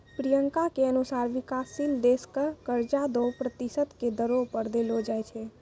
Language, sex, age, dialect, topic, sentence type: Maithili, female, 56-60, Angika, banking, statement